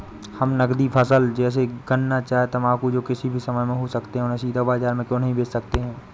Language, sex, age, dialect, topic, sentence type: Hindi, male, 18-24, Awadhi Bundeli, agriculture, question